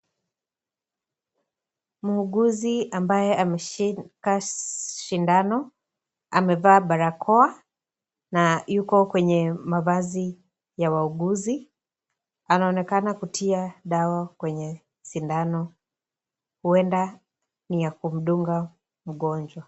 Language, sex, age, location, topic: Swahili, female, 18-24, Kisii, health